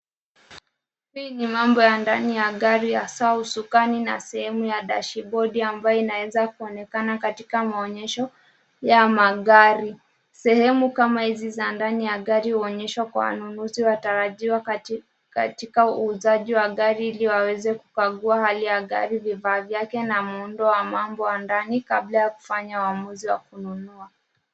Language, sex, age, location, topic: Swahili, female, 25-35, Nairobi, finance